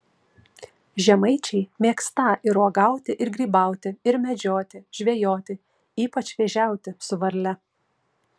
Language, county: Lithuanian, Kaunas